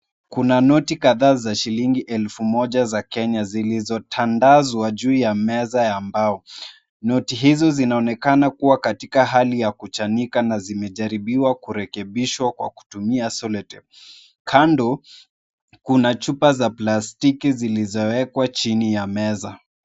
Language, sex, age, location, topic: Swahili, male, 25-35, Mombasa, finance